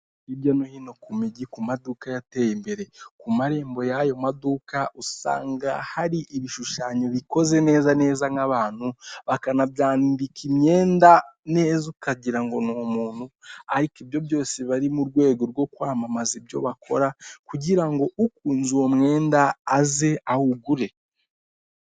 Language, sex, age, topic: Kinyarwanda, male, 18-24, finance